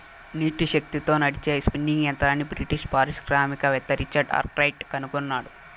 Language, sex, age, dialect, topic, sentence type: Telugu, male, 18-24, Southern, agriculture, statement